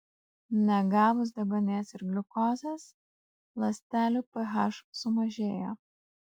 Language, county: Lithuanian, Kaunas